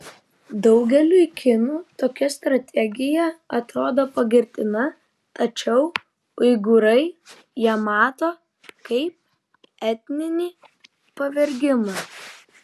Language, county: Lithuanian, Vilnius